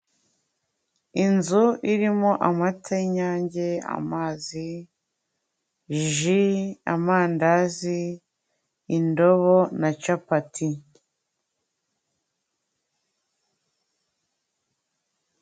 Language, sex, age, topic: Kinyarwanda, female, 25-35, finance